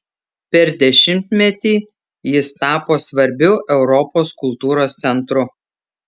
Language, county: Lithuanian, Šiauliai